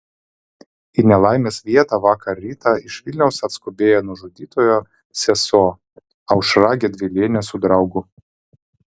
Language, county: Lithuanian, Vilnius